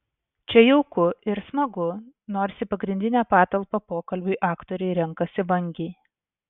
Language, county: Lithuanian, Vilnius